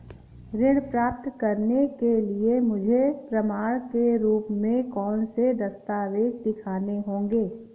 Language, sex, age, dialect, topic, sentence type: Hindi, female, 18-24, Awadhi Bundeli, banking, statement